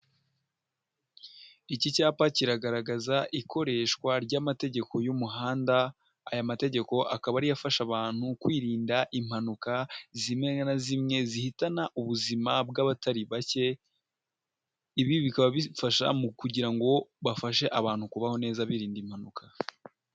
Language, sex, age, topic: Kinyarwanda, female, 18-24, government